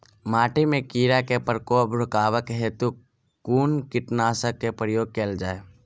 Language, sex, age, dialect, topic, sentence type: Maithili, male, 60-100, Southern/Standard, agriculture, question